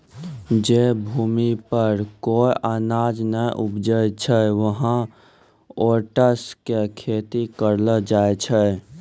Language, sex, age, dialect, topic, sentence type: Maithili, male, 18-24, Angika, agriculture, statement